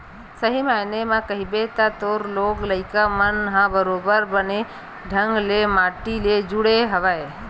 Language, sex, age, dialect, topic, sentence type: Chhattisgarhi, female, 36-40, Western/Budati/Khatahi, agriculture, statement